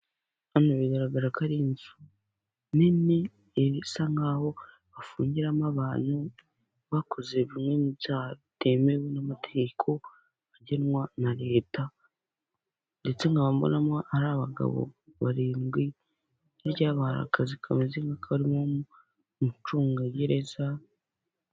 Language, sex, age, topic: Kinyarwanda, male, 25-35, government